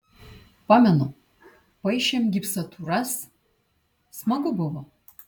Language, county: Lithuanian, Kaunas